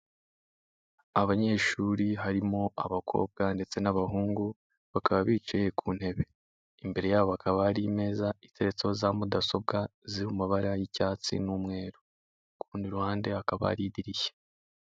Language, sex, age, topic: Kinyarwanda, male, 18-24, government